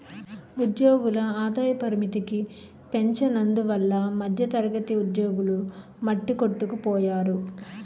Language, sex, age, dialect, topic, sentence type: Telugu, female, 31-35, Utterandhra, banking, statement